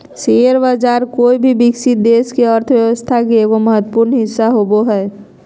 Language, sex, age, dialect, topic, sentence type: Magahi, female, 36-40, Southern, banking, statement